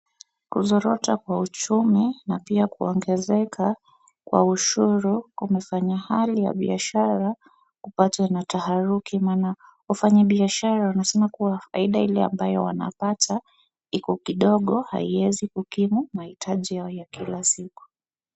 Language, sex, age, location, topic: Swahili, female, 25-35, Wajir, finance